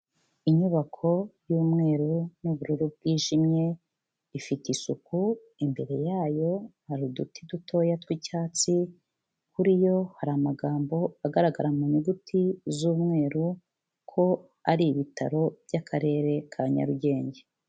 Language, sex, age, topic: Kinyarwanda, female, 36-49, health